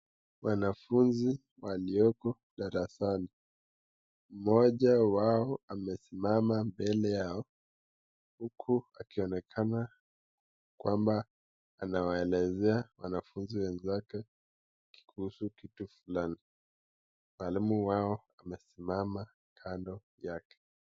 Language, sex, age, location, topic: Swahili, male, 18-24, Nakuru, health